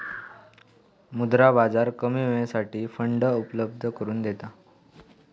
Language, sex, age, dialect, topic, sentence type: Marathi, male, 18-24, Southern Konkan, banking, statement